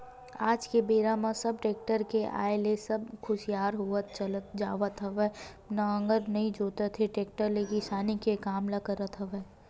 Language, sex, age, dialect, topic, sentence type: Chhattisgarhi, female, 18-24, Western/Budati/Khatahi, agriculture, statement